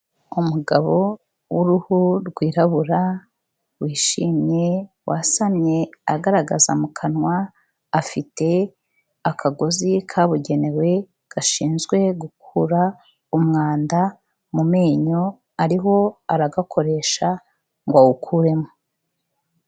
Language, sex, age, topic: Kinyarwanda, female, 36-49, health